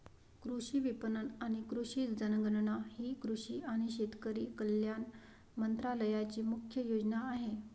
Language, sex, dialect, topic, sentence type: Marathi, female, Varhadi, agriculture, statement